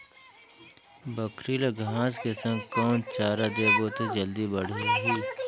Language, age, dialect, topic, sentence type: Chhattisgarhi, 41-45, Northern/Bhandar, agriculture, question